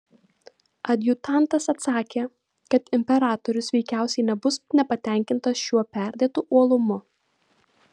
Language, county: Lithuanian, Vilnius